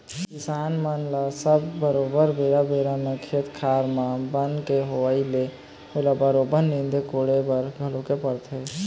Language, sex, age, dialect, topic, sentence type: Chhattisgarhi, male, 18-24, Eastern, agriculture, statement